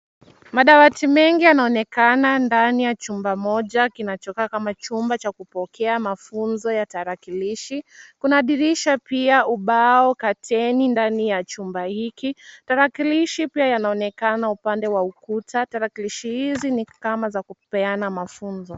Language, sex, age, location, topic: Swahili, female, 18-24, Kisumu, education